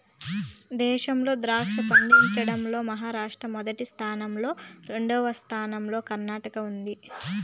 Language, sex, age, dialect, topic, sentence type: Telugu, female, 25-30, Southern, agriculture, statement